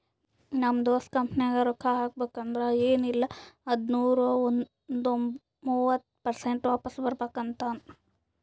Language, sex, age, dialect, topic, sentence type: Kannada, female, 41-45, Northeastern, banking, statement